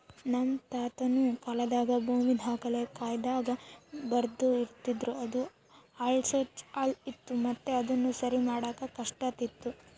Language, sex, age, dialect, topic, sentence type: Kannada, female, 18-24, Central, agriculture, statement